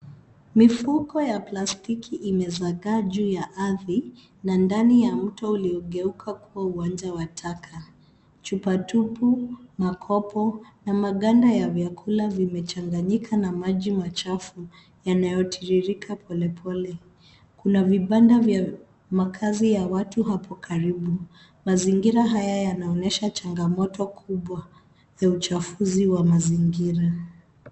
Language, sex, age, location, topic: Swahili, female, 36-49, Nairobi, government